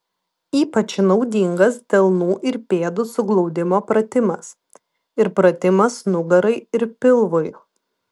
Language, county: Lithuanian, Vilnius